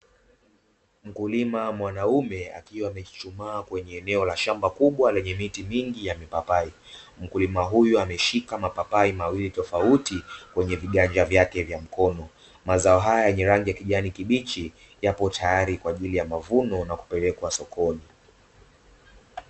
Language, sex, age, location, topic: Swahili, male, 25-35, Dar es Salaam, agriculture